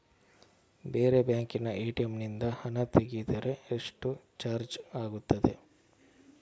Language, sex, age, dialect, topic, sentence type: Kannada, male, 41-45, Coastal/Dakshin, banking, question